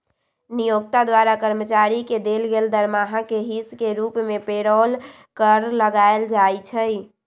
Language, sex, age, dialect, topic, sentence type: Magahi, female, 18-24, Western, banking, statement